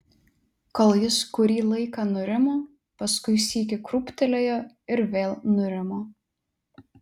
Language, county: Lithuanian, Telšiai